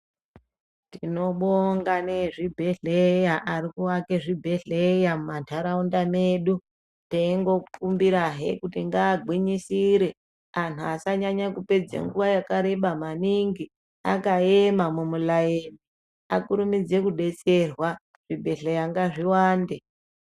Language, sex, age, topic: Ndau, female, 36-49, health